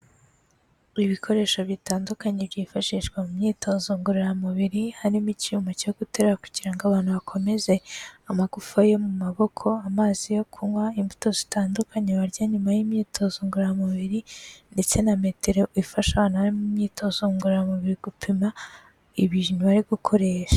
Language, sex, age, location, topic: Kinyarwanda, female, 18-24, Kigali, health